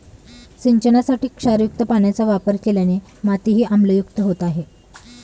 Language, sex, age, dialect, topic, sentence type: Marathi, female, 25-30, Standard Marathi, agriculture, statement